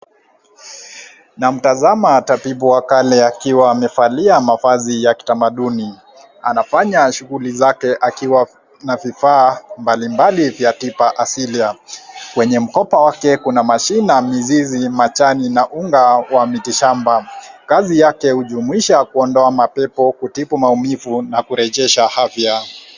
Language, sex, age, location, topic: Swahili, male, 18-24, Kisii, health